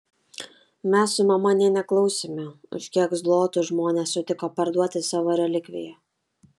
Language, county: Lithuanian, Kaunas